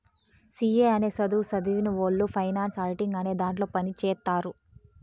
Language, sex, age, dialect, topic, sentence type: Telugu, female, 18-24, Southern, banking, statement